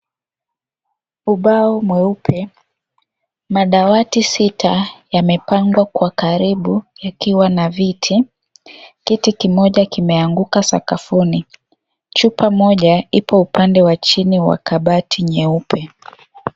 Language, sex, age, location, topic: Swahili, female, 25-35, Kisii, education